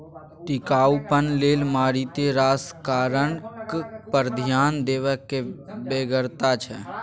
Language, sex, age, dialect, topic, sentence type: Maithili, male, 18-24, Bajjika, agriculture, statement